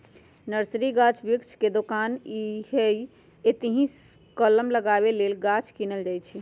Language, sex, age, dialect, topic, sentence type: Magahi, female, 60-100, Western, agriculture, statement